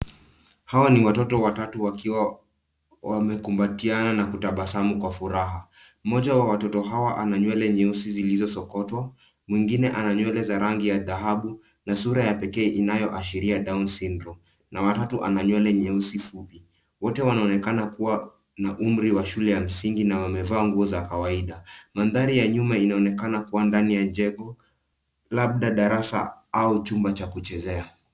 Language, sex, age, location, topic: Swahili, male, 18-24, Nairobi, education